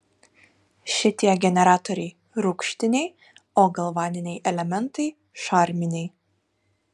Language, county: Lithuanian, Kaunas